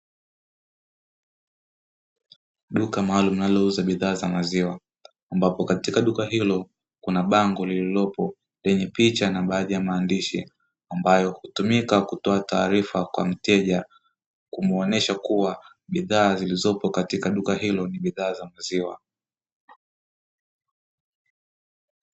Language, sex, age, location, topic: Swahili, male, 18-24, Dar es Salaam, finance